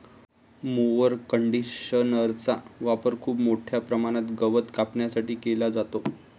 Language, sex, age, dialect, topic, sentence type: Marathi, male, 25-30, Varhadi, agriculture, statement